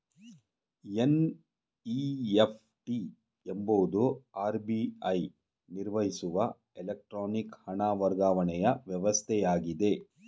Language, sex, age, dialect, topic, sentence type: Kannada, male, 46-50, Mysore Kannada, banking, statement